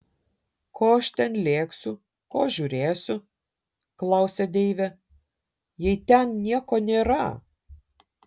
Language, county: Lithuanian, Šiauliai